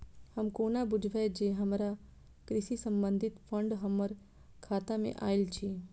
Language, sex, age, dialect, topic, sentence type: Maithili, female, 25-30, Southern/Standard, banking, question